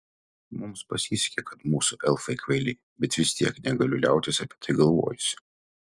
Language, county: Lithuanian, Utena